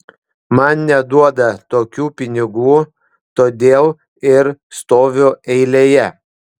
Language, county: Lithuanian, Panevėžys